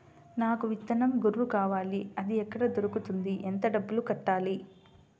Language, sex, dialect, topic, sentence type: Telugu, female, Central/Coastal, agriculture, question